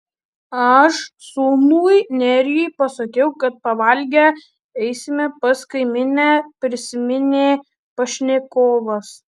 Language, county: Lithuanian, Panevėžys